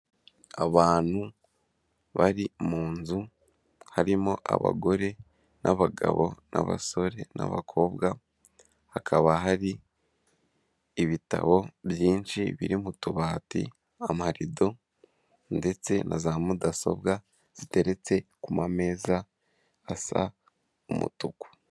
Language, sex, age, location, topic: Kinyarwanda, male, 18-24, Kigali, government